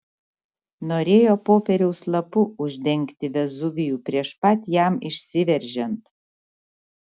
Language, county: Lithuanian, Šiauliai